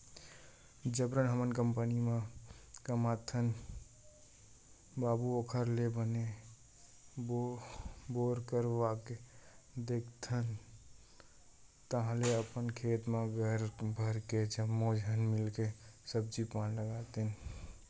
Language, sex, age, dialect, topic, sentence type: Chhattisgarhi, male, 18-24, Western/Budati/Khatahi, agriculture, statement